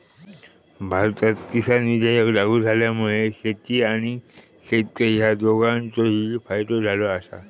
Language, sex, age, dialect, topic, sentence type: Marathi, male, 25-30, Southern Konkan, agriculture, statement